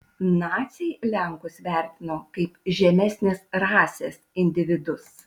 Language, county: Lithuanian, Šiauliai